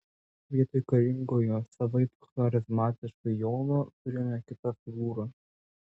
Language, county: Lithuanian, Tauragė